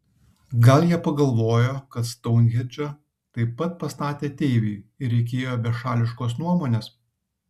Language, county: Lithuanian, Kaunas